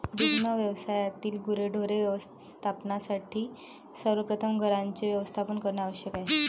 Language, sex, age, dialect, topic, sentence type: Marathi, male, 25-30, Varhadi, agriculture, statement